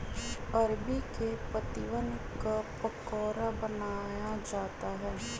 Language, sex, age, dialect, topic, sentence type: Magahi, female, 31-35, Western, agriculture, statement